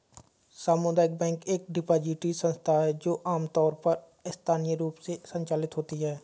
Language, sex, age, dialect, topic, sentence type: Hindi, male, 25-30, Kanauji Braj Bhasha, banking, statement